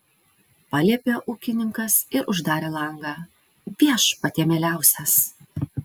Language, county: Lithuanian, Vilnius